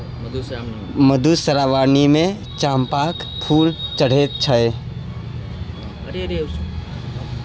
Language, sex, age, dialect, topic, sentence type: Maithili, male, 31-35, Bajjika, agriculture, statement